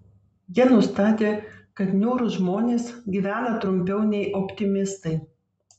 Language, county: Lithuanian, Vilnius